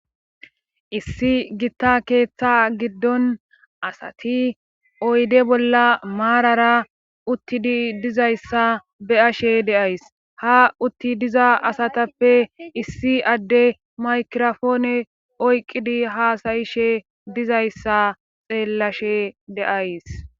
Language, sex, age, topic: Gamo, female, 25-35, government